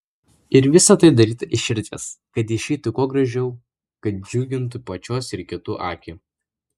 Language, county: Lithuanian, Vilnius